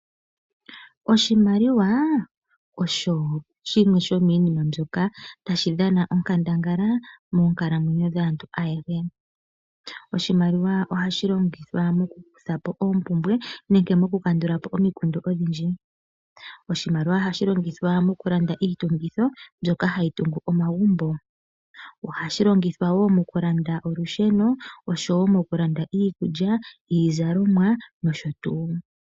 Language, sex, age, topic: Oshiwambo, female, 25-35, finance